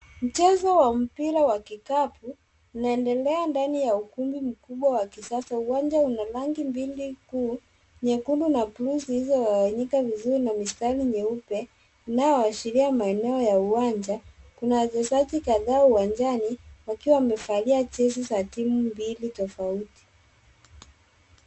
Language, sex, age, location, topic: Swahili, female, 36-49, Nairobi, education